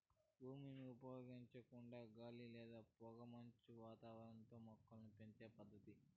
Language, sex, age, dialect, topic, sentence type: Telugu, female, 18-24, Southern, agriculture, statement